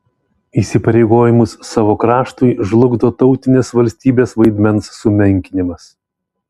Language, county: Lithuanian, Vilnius